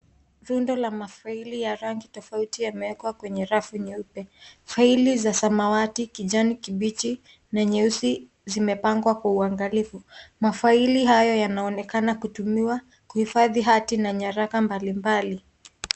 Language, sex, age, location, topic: Swahili, female, 18-24, Kisii, education